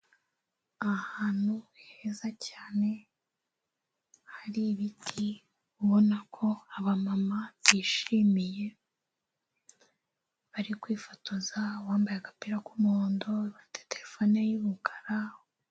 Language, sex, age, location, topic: Kinyarwanda, female, 36-49, Kigali, health